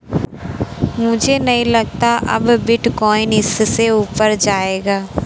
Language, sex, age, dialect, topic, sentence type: Hindi, female, 18-24, Awadhi Bundeli, banking, statement